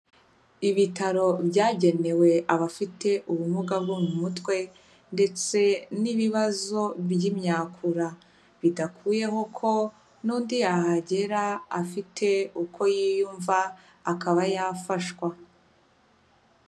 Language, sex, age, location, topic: Kinyarwanda, female, 25-35, Kigali, health